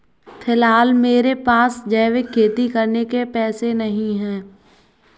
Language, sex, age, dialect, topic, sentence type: Hindi, female, 18-24, Kanauji Braj Bhasha, agriculture, statement